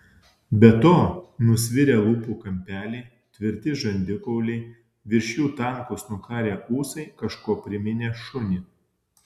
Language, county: Lithuanian, Alytus